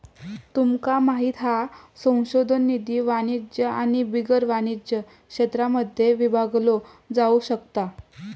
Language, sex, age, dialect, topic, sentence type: Marathi, female, 18-24, Southern Konkan, banking, statement